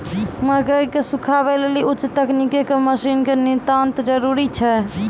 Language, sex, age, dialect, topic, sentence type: Maithili, female, 18-24, Angika, agriculture, question